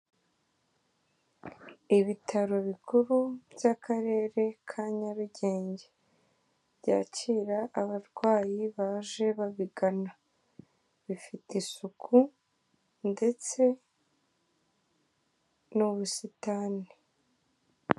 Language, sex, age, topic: Kinyarwanda, female, 18-24, government